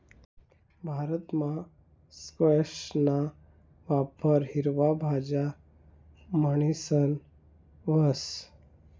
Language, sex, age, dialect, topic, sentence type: Marathi, male, 31-35, Northern Konkan, agriculture, statement